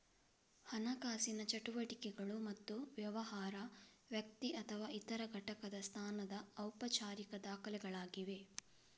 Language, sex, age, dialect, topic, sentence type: Kannada, female, 25-30, Coastal/Dakshin, banking, statement